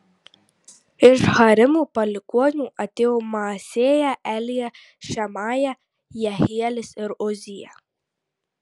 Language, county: Lithuanian, Marijampolė